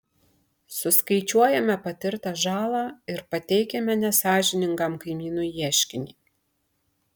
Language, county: Lithuanian, Marijampolė